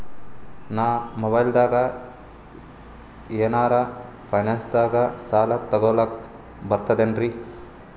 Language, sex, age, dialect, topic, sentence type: Kannada, male, 18-24, Northeastern, banking, question